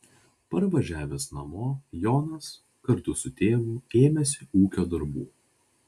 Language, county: Lithuanian, Vilnius